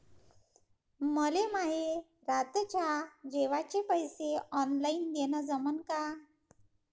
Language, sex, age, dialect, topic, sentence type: Marathi, female, 31-35, Varhadi, banking, question